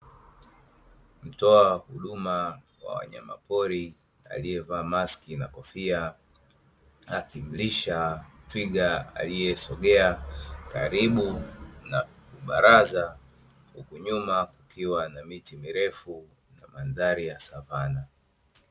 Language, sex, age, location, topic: Swahili, male, 25-35, Dar es Salaam, agriculture